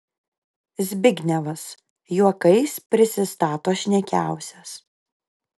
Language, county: Lithuanian, Kaunas